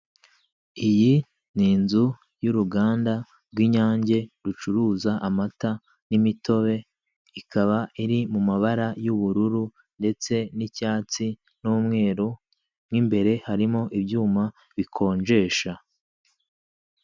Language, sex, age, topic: Kinyarwanda, male, 18-24, finance